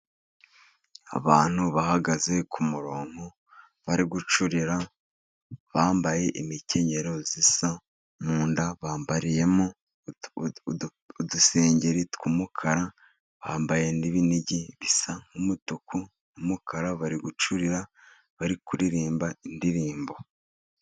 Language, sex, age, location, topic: Kinyarwanda, male, 36-49, Musanze, government